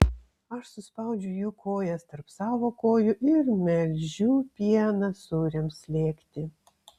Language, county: Lithuanian, Kaunas